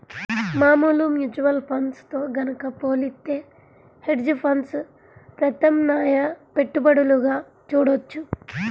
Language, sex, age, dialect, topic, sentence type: Telugu, female, 46-50, Central/Coastal, banking, statement